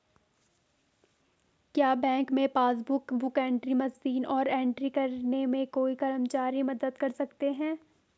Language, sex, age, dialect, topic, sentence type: Hindi, female, 18-24, Garhwali, banking, question